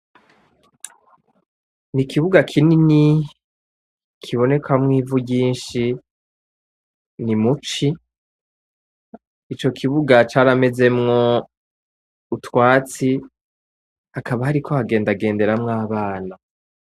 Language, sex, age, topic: Rundi, male, 25-35, education